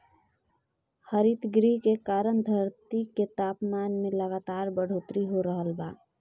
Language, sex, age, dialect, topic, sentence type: Bhojpuri, female, 25-30, Northern, agriculture, statement